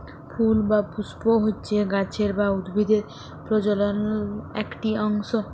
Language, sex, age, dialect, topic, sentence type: Bengali, female, 25-30, Jharkhandi, agriculture, statement